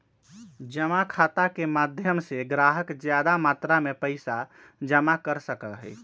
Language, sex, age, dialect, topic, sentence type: Magahi, male, 18-24, Western, banking, statement